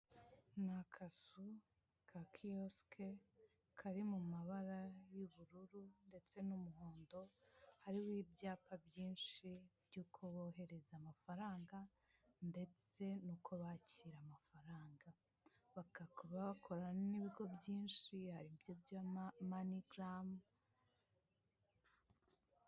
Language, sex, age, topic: Kinyarwanda, female, 25-35, finance